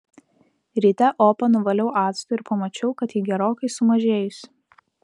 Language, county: Lithuanian, Utena